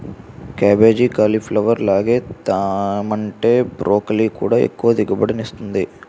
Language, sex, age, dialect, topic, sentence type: Telugu, male, 18-24, Utterandhra, agriculture, statement